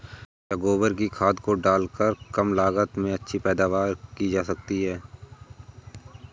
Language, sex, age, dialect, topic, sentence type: Hindi, male, 18-24, Awadhi Bundeli, agriculture, question